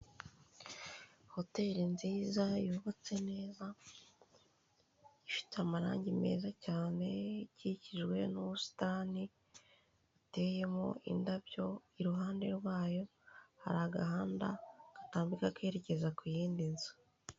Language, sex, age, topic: Kinyarwanda, female, 36-49, finance